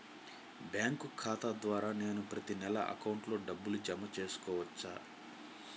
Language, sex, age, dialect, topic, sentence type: Telugu, male, 25-30, Central/Coastal, banking, question